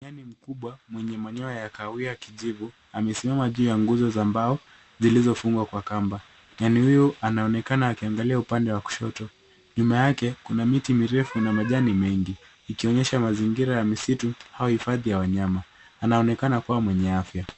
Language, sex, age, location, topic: Swahili, male, 18-24, Nairobi, government